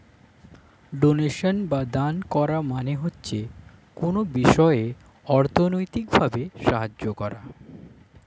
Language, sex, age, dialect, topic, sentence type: Bengali, male, 25-30, Standard Colloquial, banking, statement